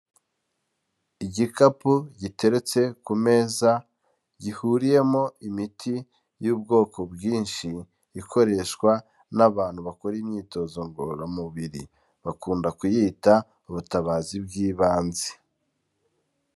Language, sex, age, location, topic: Kinyarwanda, male, 25-35, Kigali, health